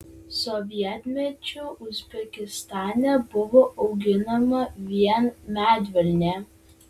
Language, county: Lithuanian, Vilnius